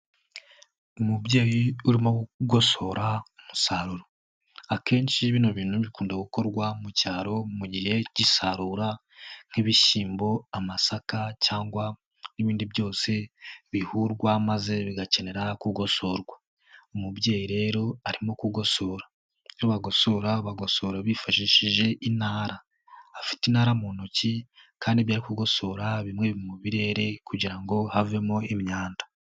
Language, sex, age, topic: Kinyarwanda, male, 18-24, agriculture